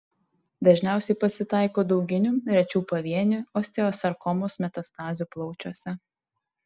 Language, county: Lithuanian, Tauragė